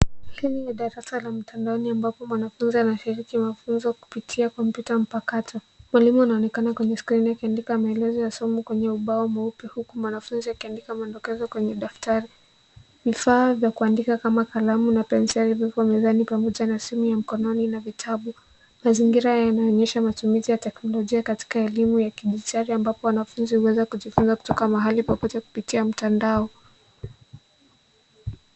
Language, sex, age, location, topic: Swahili, male, 18-24, Nairobi, education